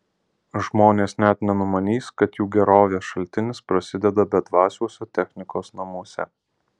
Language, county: Lithuanian, Alytus